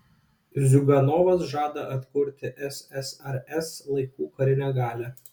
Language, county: Lithuanian, Kaunas